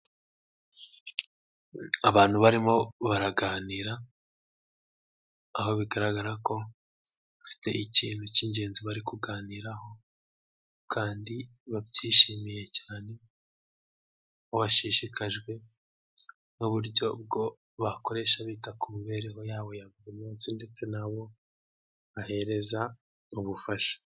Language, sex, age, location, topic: Kinyarwanda, male, 18-24, Huye, health